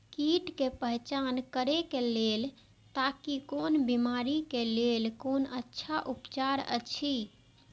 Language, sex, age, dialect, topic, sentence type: Maithili, female, 18-24, Eastern / Thethi, agriculture, question